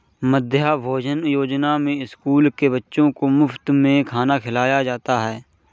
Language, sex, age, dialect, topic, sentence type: Hindi, male, 25-30, Awadhi Bundeli, agriculture, statement